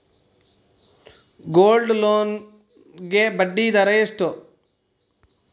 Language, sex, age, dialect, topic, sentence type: Kannada, male, 25-30, Coastal/Dakshin, banking, question